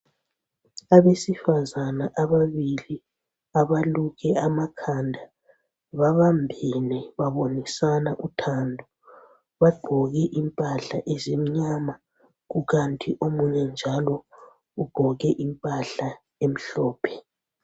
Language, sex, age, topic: North Ndebele, female, 25-35, health